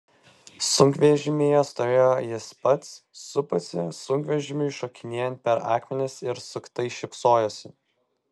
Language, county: Lithuanian, Vilnius